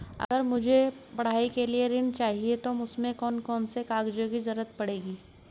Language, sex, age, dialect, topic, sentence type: Hindi, male, 36-40, Hindustani Malvi Khadi Boli, banking, question